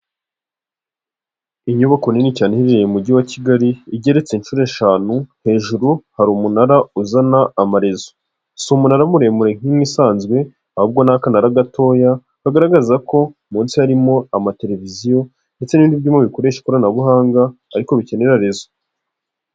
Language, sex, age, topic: Kinyarwanda, male, 18-24, health